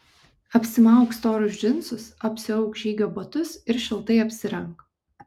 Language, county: Lithuanian, Kaunas